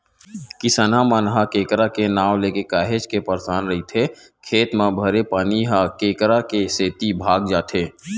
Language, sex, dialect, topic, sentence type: Chhattisgarhi, male, Western/Budati/Khatahi, agriculture, statement